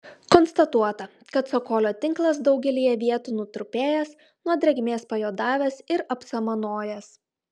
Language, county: Lithuanian, Klaipėda